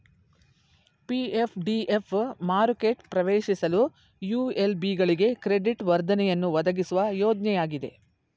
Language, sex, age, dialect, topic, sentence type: Kannada, female, 60-100, Mysore Kannada, banking, statement